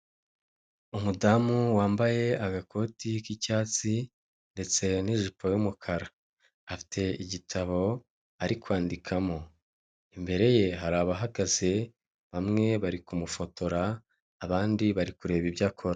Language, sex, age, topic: Kinyarwanda, male, 25-35, government